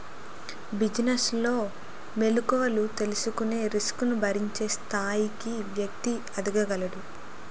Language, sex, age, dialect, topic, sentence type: Telugu, female, 18-24, Utterandhra, banking, statement